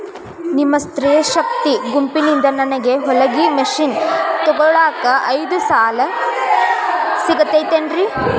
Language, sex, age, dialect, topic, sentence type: Kannada, female, 18-24, Dharwad Kannada, banking, question